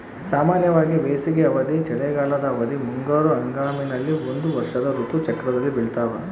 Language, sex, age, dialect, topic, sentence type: Kannada, male, 25-30, Central, agriculture, statement